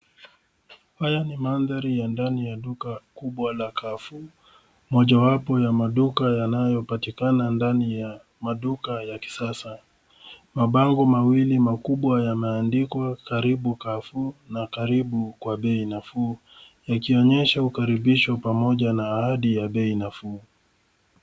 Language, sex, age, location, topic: Swahili, male, 36-49, Nairobi, finance